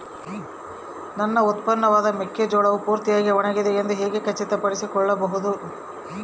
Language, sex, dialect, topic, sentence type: Kannada, female, Central, agriculture, question